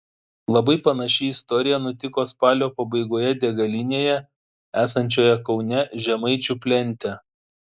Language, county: Lithuanian, Šiauliai